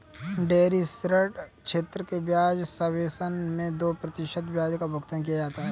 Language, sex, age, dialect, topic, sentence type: Hindi, male, 18-24, Kanauji Braj Bhasha, agriculture, statement